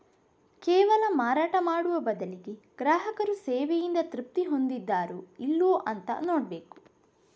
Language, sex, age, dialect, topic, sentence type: Kannada, female, 31-35, Coastal/Dakshin, banking, statement